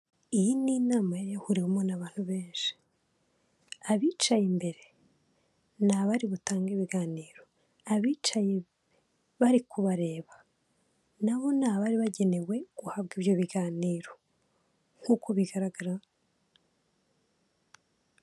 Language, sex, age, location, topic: Kinyarwanda, female, 18-24, Kigali, health